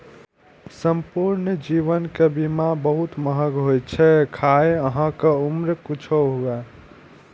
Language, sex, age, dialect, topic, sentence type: Maithili, male, 18-24, Eastern / Thethi, banking, statement